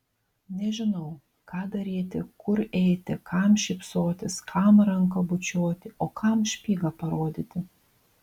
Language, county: Lithuanian, Vilnius